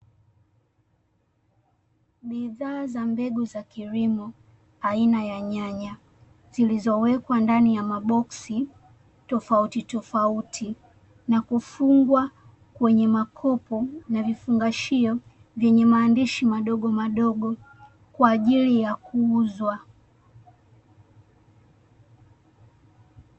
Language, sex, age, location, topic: Swahili, female, 18-24, Dar es Salaam, agriculture